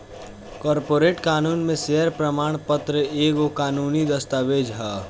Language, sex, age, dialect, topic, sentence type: Bhojpuri, male, <18, Northern, banking, statement